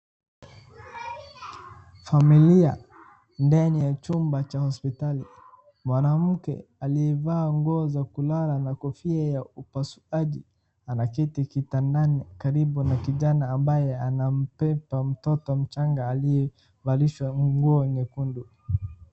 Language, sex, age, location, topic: Swahili, male, 36-49, Wajir, health